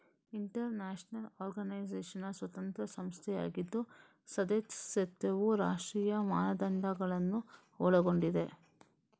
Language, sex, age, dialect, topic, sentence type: Kannada, female, 31-35, Coastal/Dakshin, banking, statement